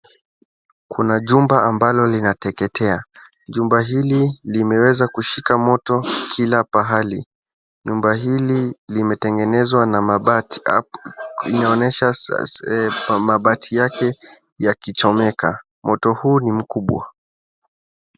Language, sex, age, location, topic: Swahili, male, 18-24, Wajir, health